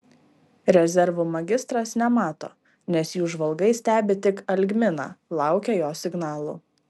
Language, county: Lithuanian, Klaipėda